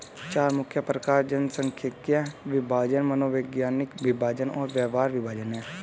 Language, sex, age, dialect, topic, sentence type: Hindi, male, 18-24, Hindustani Malvi Khadi Boli, banking, statement